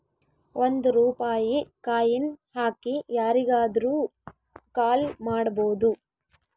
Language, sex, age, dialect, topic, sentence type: Kannada, female, 25-30, Central, banking, statement